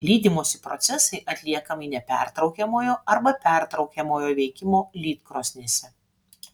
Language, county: Lithuanian, Vilnius